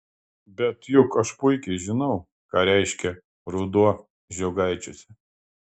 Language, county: Lithuanian, Klaipėda